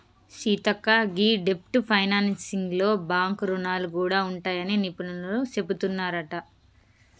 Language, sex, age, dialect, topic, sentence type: Telugu, female, 25-30, Telangana, banking, statement